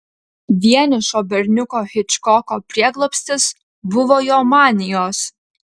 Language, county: Lithuanian, Utena